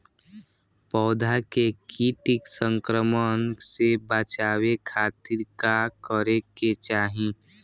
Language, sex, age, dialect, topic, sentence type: Bhojpuri, male, <18, Southern / Standard, agriculture, question